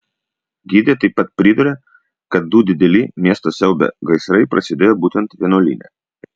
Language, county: Lithuanian, Vilnius